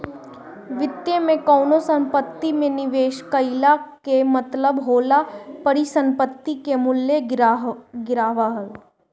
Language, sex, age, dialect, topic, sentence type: Bhojpuri, female, 18-24, Northern, banking, statement